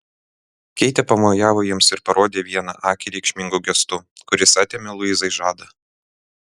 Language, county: Lithuanian, Vilnius